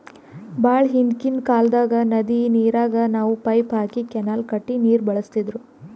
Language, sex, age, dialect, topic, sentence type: Kannada, female, 18-24, Northeastern, agriculture, statement